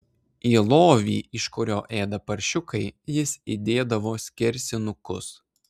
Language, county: Lithuanian, Klaipėda